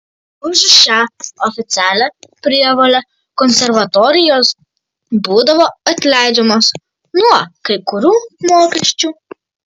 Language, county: Lithuanian, Kaunas